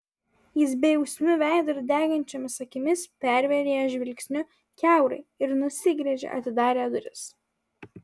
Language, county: Lithuanian, Vilnius